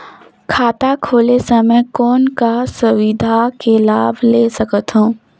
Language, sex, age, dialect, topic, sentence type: Chhattisgarhi, female, 18-24, Northern/Bhandar, banking, question